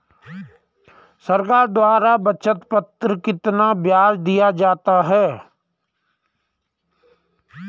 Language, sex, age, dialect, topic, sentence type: Hindi, male, 41-45, Garhwali, banking, question